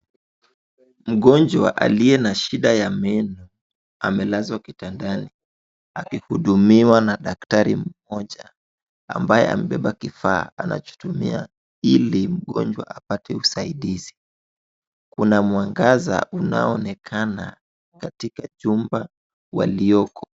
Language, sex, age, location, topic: Swahili, male, 18-24, Wajir, health